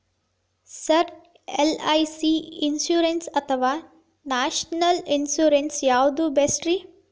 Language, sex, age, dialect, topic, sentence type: Kannada, female, 18-24, Dharwad Kannada, banking, question